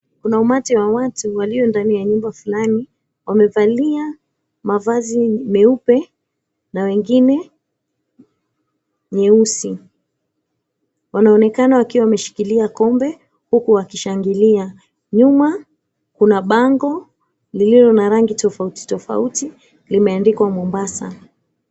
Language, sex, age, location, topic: Swahili, female, 25-35, Mombasa, government